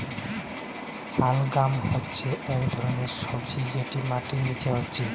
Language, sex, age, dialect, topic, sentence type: Bengali, male, 18-24, Western, agriculture, statement